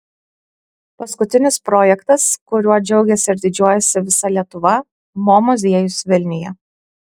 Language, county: Lithuanian, Kaunas